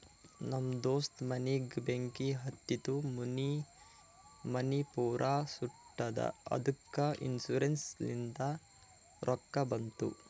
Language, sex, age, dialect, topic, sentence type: Kannada, male, 18-24, Northeastern, banking, statement